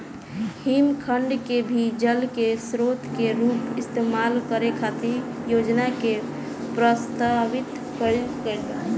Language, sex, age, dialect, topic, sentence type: Bhojpuri, female, 18-24, Southern / Standard, agriculture, statement